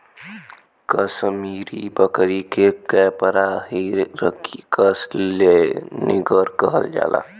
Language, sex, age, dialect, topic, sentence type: Bhojpuri, female, 18-24, Western, agriculture, statement